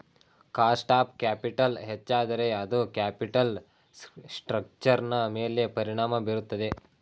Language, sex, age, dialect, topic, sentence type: Kannada, male, 18-24, Mysore Kannada, banking, statement